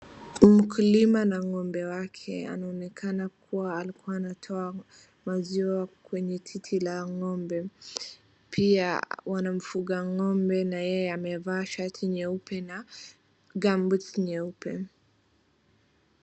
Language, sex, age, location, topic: Swahili, female, 18-24, Wajir, agriculture